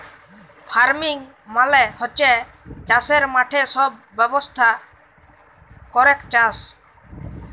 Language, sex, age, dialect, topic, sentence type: Bengali, male, 18-24, Jharkhandi, agriculture, statement